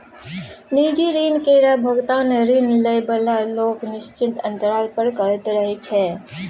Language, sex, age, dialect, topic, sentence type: Maithili, female, 25-30, Bajjika, banking, statement